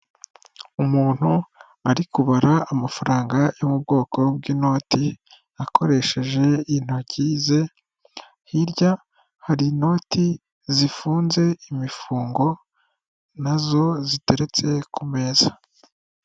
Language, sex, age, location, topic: Kinyarwanda, female, 18-24, Kigali, finance